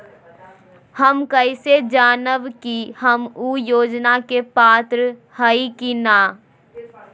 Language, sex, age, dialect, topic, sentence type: Magahi, female, 41-45, Southern, banking, question